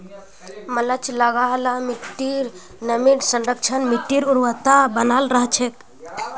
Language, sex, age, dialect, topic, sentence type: Magahi, female, 41-45, Northeastern/Surjapuri, agriculture, statement